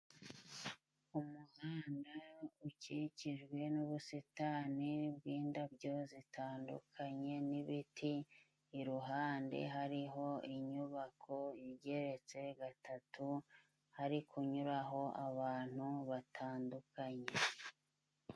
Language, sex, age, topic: Kinyarwanda, female, 25-35, government